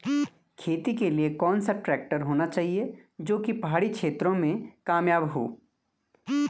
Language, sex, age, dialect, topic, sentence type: Hindi, male, 25-30, Garhwali, agriculture, question